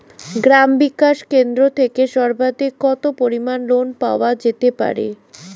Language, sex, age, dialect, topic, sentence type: Bengali, female, 25-30, Standard Colloquial, banking, question